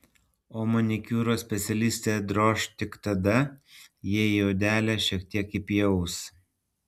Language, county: Lithuanian, Panevėžys